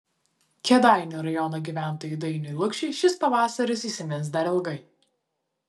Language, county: Lithuanian, Vilnius